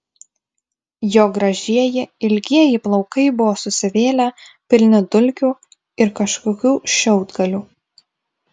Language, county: Lithuanian, Vilnius